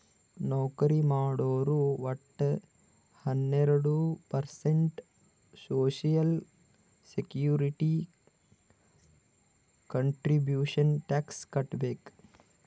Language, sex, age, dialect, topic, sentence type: Kannada, male, 18-24, Northeastern, banking, statement